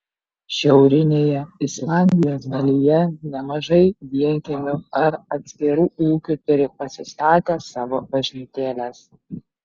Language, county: Lithuanian, Kaunas